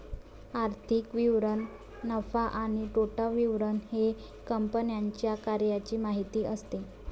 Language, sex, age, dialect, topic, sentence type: Marathi, female, 18-24, Varhadi, banking, statement